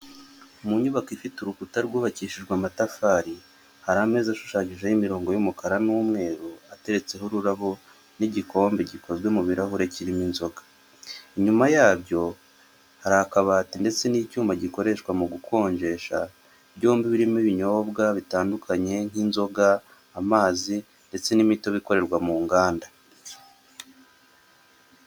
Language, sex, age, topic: Kinyarwanda, male, 18-24, finance